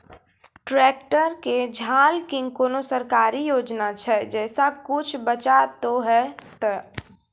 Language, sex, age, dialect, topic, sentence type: Maithili, female, 31-35, Angika, agriculture, question